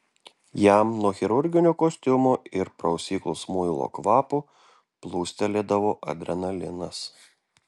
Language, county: Lithuanian, Klaipėda